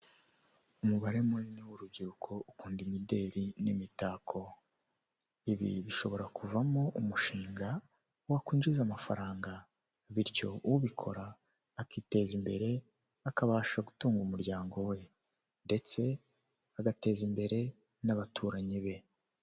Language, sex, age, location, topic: Kinyarwanda, male, 18-24, Huye, finance